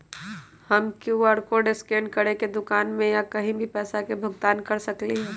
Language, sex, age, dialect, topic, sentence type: Magahi, male, 18-24, Western, banking, question